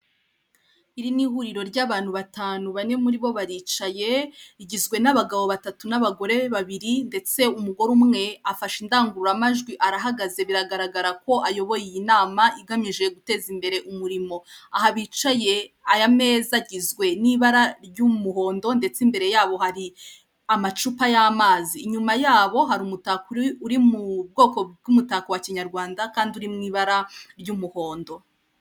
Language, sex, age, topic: Kinyarwanda, female, 18-24, government